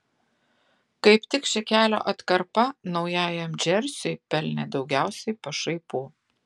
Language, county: Lithuanian, Utena